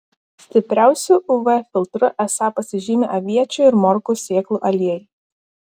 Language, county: Lithuanian, Vilnius